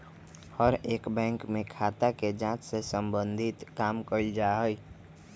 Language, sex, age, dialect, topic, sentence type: Magahi, female, 25-30, Western, banking, statement